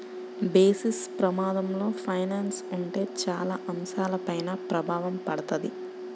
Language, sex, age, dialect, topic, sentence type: Telugu, male, 31-35, Central/Coastal, banking, statement